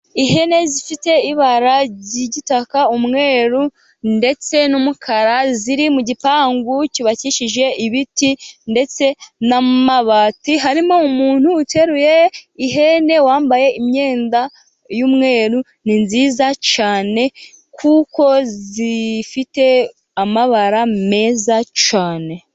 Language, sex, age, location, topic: Kinyarwanda, female, 18-24, Musanze, agriculture